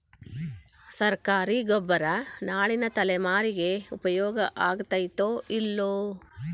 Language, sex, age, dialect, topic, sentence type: Kannada, female, 41-45, Dharwad Kannada, agriculture, question